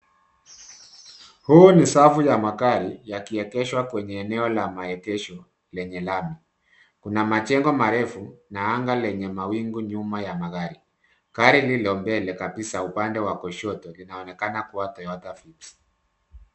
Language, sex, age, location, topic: Swahili, male, 50+, Nairobi, finance